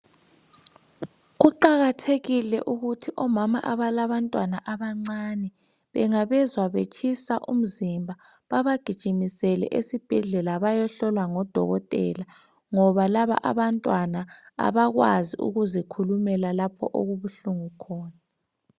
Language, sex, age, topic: North Ndebele, male, 36-49, health